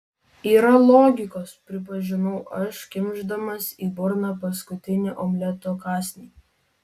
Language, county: Lithuanian, Vilnius